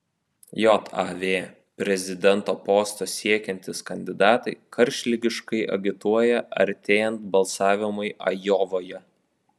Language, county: Lithuanian, Vilnius